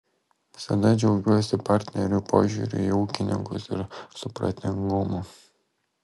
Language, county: Lithuanian, Vilnius